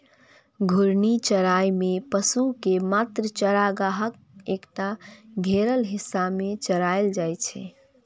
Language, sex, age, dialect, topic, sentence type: Maithili, female, 18-24, Eastern / Thethi, agriculture, statement